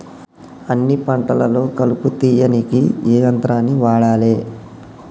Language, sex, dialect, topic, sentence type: Telugu, male, Telangana, agriculture, question